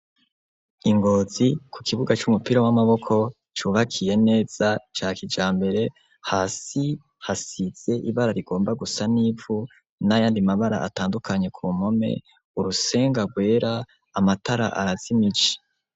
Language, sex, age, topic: Rundi, male, 25-35, education